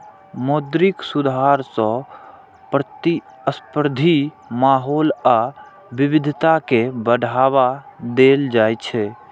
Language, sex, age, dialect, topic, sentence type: Maithili, male, 60-100, Eastern / Thethi, banking, statement